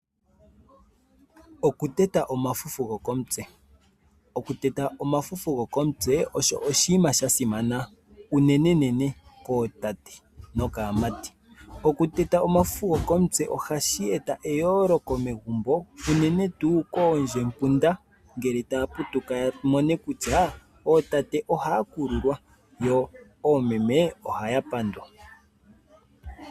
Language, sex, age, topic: Oshiwambo, male, 25-35, finance